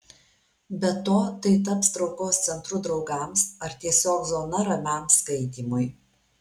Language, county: Lithuanian, Alytus